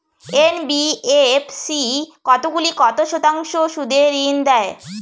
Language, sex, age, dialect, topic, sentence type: Bengali, female, 25-30, Rajbangshi, banking, question